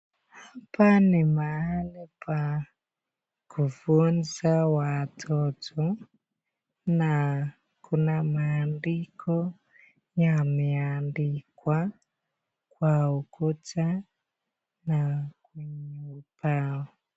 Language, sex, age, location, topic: Swahili, male, 18-24, Nakuru, education